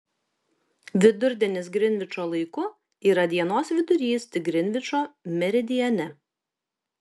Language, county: Lithuanian, Kaunas